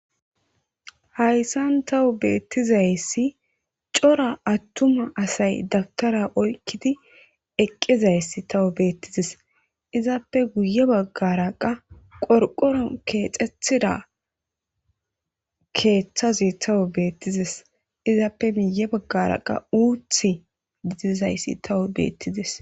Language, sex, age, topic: Gamo, male, 25-35, government